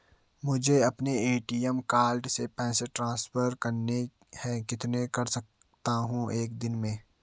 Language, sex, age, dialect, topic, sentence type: Hindi, male, 18-24, Garhwali, banking, question